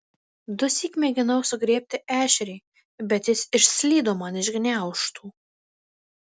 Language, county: Lithuanian, Marijampolė